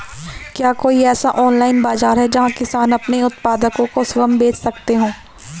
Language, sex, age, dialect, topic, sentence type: Hindi, male, 25-30, Marwari Dhudhari, agriculture, statement